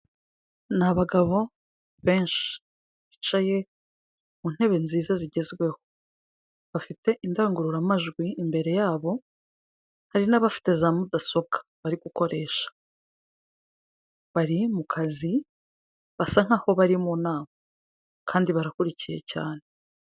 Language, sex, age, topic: Kinyarwanda, female, 25-35, government